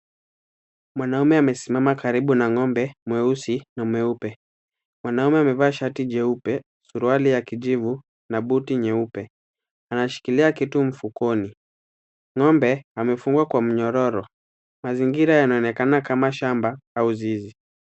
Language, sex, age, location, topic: Swahili, male, 25-35, Kisumu, agriculture